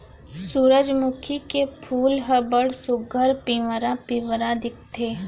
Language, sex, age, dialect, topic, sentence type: Chhattisgarhi, female, 36-40, Central, agriculture, statement